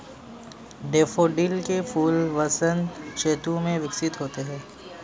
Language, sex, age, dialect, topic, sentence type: Hindi, male, 18-24, Marwari Dhudhari, agriculture, statement